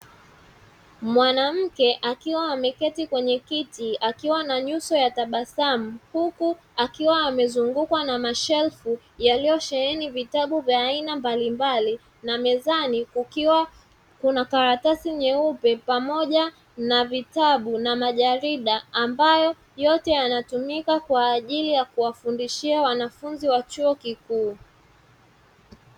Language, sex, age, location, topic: Swahili, male, 25-35, Dar es Salaam, education